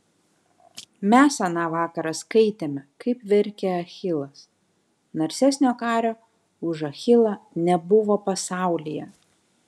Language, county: Lithuanian, Kaunas